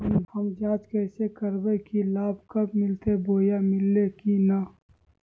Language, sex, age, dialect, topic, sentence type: Magahi, female, 18-24, Southern, banking, question